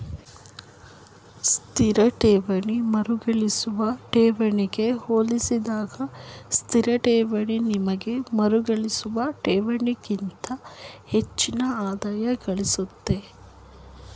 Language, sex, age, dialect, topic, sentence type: Kannada, female, 31-35, Mysore Kannada, banking, statement